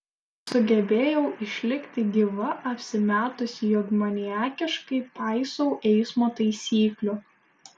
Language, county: Lithuanian, Šiauliai